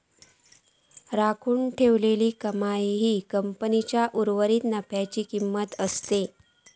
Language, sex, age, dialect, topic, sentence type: Marathi, female, 41-45, Southern Konkan, banking, statement